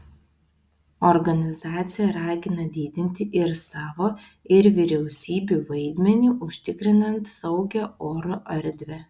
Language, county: Lithuanian, Vilnius